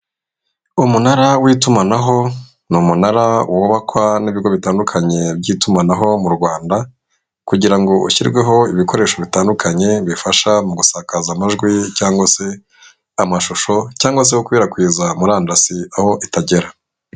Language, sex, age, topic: Kinyarwanda, male, 25-35, government